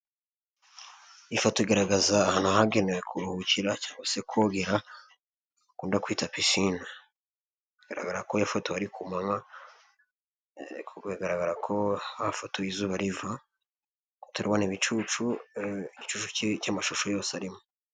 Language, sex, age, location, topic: Kinyarwanda, male, 25-35, Nyagatare, finance